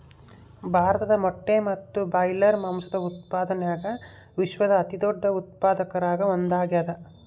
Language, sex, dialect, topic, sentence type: Kannada, male, Central, agriculture, statement